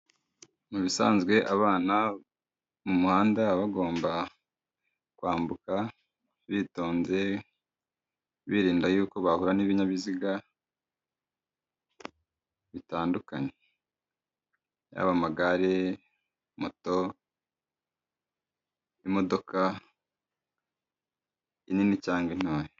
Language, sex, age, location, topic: Kinyarwanda, male, 25-35, Kigali, education